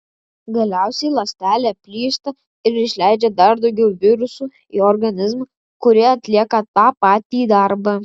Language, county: Lithuanian, Kaunas